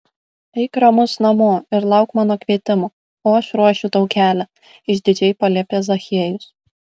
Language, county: Lithuanian, Kaunas